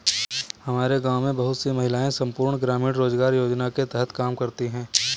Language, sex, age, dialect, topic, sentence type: Hindi, male, 25-30, Kanauji Braj Bhasha, banking, statement